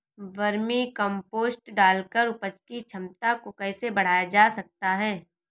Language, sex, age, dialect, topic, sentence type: Hindi, female, 18-24, Awadhi Bundeli, agriculture, question